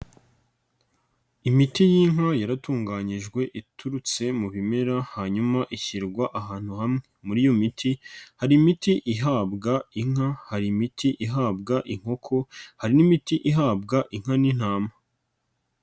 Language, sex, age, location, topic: Kinyarwanda, male, 25-35, Nyagatare, agriculture